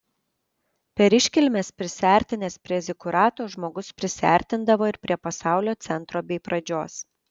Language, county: Lithuanian, Panevėžys